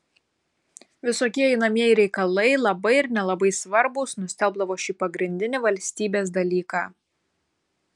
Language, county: Lithuanian, Kaunas